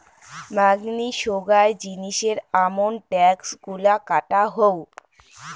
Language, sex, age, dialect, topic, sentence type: Bengali, female, 18-24, Rajbangshi, banking, statement